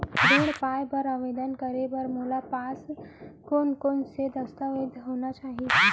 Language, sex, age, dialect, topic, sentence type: Chhattisgarhi, female, 18-24, Central, banking, question